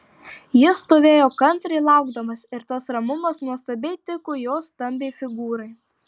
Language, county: Lithuanian, Tauragė